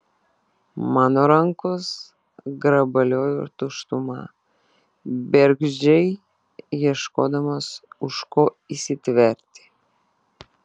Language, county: Lithuanian, Vilnius